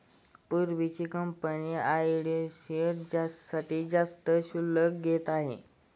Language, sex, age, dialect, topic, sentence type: Marathi, male, 25-30, Standard Marathi, banking, statement